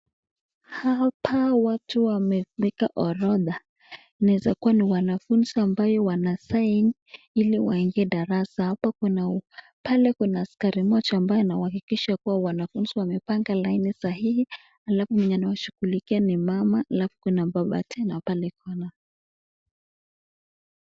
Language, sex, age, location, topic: Swahili, female, 18-24, Nakuru, government